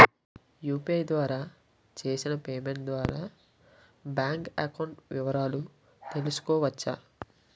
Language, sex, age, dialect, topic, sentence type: Telugu, male, 18-24, Utterandhra, banking, question